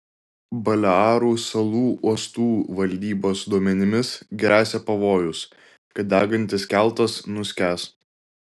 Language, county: Lithuanian, Klaipėda